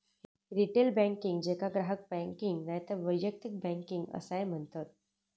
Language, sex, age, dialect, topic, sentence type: Marathi, female, 18-24, Southern Konkan, banking, statement